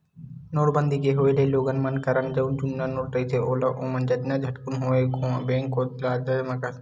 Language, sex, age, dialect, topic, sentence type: Chhattisgarhi, male, 18-24, Western/Budati/Khatahi, banking, statement